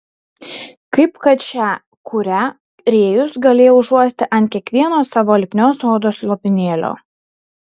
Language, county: Lithuanian, Šiauliai